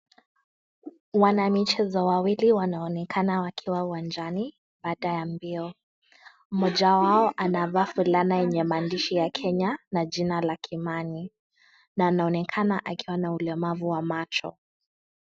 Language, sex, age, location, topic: Swahili, female, 18-24, Kisii, education